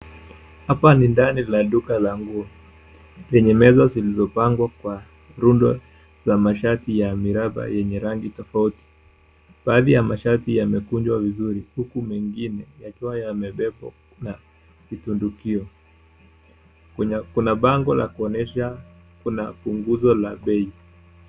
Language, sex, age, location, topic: Swahili, male, 18-24, Nairobi, finance